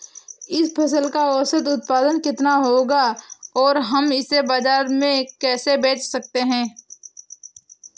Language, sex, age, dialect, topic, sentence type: Hindi, female, 18-24, Awadhi Bundeli, agriculture, question